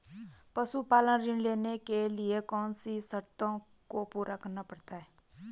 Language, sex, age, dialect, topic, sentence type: Hindi, female, 25-30, Garhwali, agriculture, question